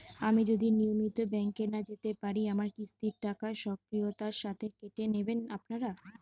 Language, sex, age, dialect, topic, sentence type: Bengali, female, 25-30, Northern/Varendri, banking, question